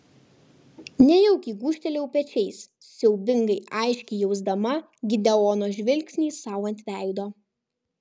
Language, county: Lithuanian, Kaunas